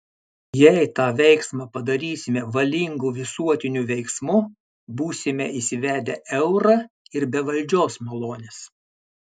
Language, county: Lithuanian, Klaipėda